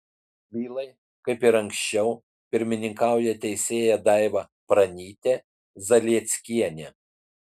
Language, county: Lithuanian, Utena